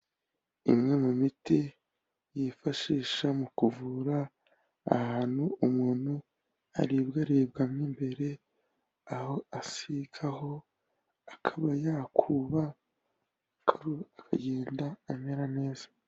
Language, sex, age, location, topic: Kinyarwanda, male, 18-24, Kigali, health